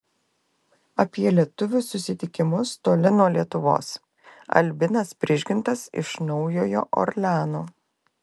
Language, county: Lithuanian, Klaipėda